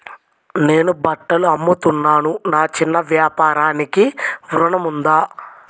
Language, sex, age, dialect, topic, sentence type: Telugu, male, 18-24, Central/Coastal, banking, question